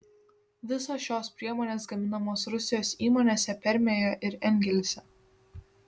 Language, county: Lithuanian, Šiauliai